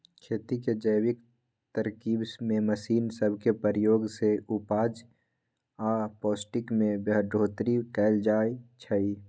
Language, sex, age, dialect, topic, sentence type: Magahi, female, 31-35, Western, agriculture, statement